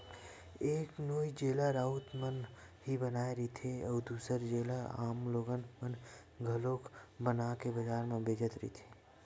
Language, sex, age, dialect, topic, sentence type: Chhattisgarhi, male, 18-24, Western/Budati/Khatahi, agriculture, statement